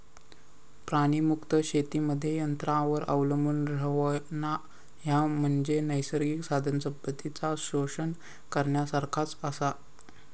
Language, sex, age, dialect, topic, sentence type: Marathi, male, 18-24, Southern Konkan, agriculture, statement